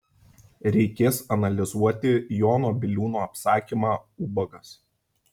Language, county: Lithuanian, Šiauliai